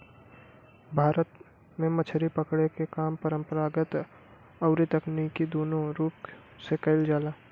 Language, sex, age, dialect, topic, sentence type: Bhojpuri, male, 18-24, Western, agriculture, statement